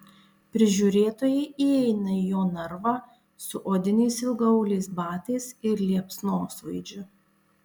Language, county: Lithuanian, Panevėžys